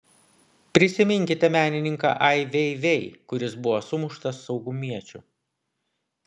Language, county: Lithuanian, Vilnius